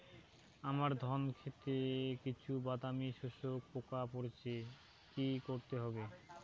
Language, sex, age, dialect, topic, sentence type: Bengali, male, 18-24, Rajbangshi, agriculture, question